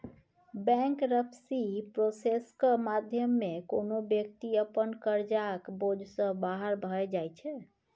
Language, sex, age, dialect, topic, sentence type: Maithili, female, 25-30, Bajjika, banking, statement